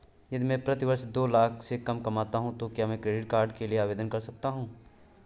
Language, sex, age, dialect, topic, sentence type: Hindi, male, 18-24, Awadhi Bundeli, banking, question